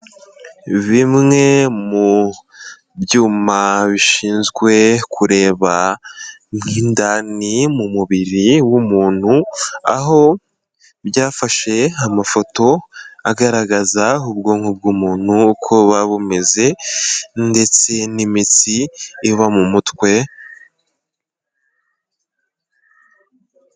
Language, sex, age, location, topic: Kinyarwanda, male, 18-24, Kigali, health